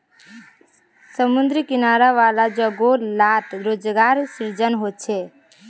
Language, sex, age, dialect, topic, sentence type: Magahi, female, 18-24, Northeastern/Surjapuri, agriculture, statement